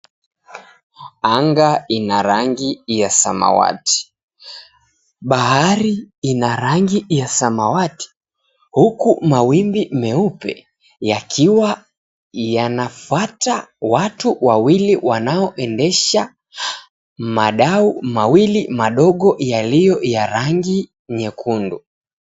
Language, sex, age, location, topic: Swahili, male, 18-24, Mombasa, government